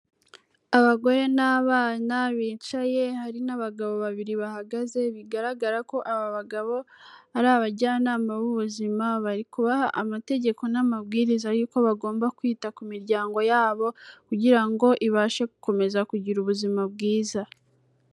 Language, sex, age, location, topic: Kinyarwanda, female, 18-24, Kigali, health